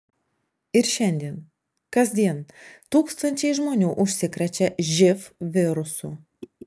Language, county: Lithuanian, Alytus